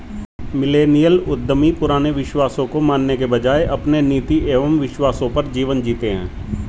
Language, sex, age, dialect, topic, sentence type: Hindi, male, 41-45, Hindustani Malvi Khadi Boli, banking, statement